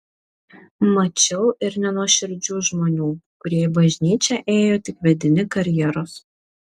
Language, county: Lithuanian, Utena